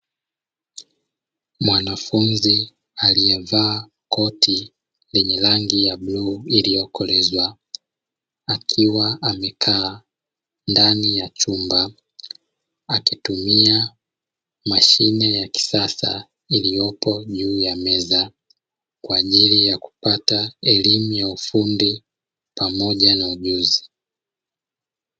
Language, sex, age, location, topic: Swahili, male, 25-35, Dar es Salaam, education